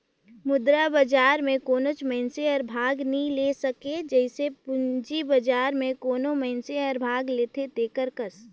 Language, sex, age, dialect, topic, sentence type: Chhattisgarhi, female, 18-24, Northern/Bhandar, banking, statement